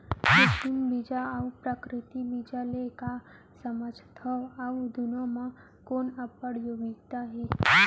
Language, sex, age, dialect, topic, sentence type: Chhattisgarhi, female, 18-24, Central, agriculture, question